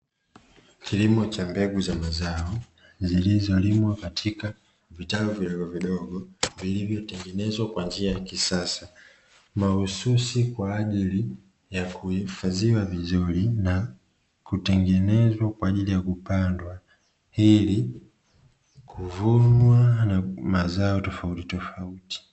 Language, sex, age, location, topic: Swahili, male, 25-35, Dar es Salaam, agriculture